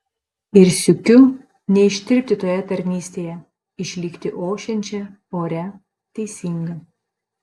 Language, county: Lithuanian, Panevėžys